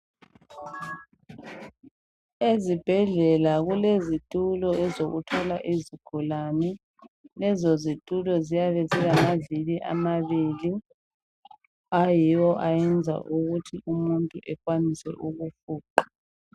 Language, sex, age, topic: North Ndebele, female, 25-35, health